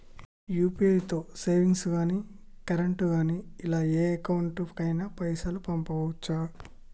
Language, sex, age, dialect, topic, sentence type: Telugu, male, 25-30, Telangana, banking, question